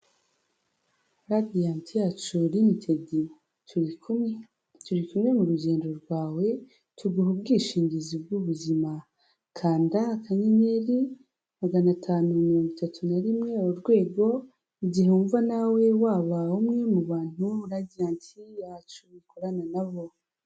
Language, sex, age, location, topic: Kinyarwanda, female, 18-24, Huye, finance